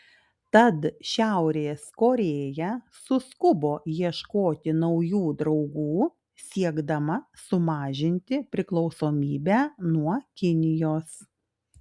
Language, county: Lithuanian, Klaipėda